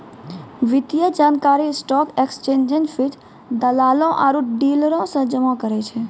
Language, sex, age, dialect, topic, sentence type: Maithili, female, 18-24, Angika, banking, statement